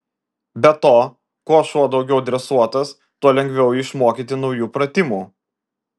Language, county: Lithuanian, Vilnius